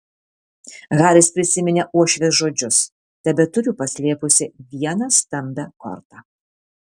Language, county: Lithuanian, Vilnius